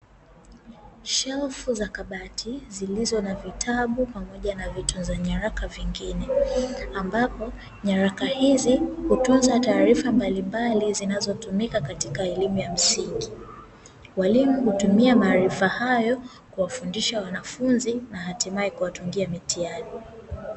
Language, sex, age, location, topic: Swahili, female, 18-24, Dar es Salaam, education